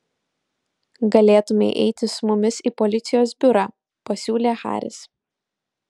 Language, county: Lithuanian, Utena